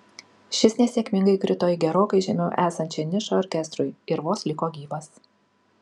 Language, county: Lithuanian, Kaunas